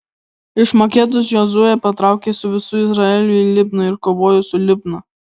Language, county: Lithuanian, Alytus